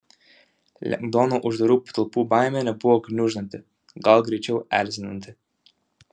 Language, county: Lithuanian, Utena